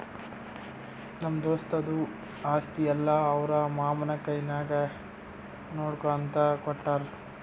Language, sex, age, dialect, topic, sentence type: Kannada, male, 18-24, Northeastern, banking, statement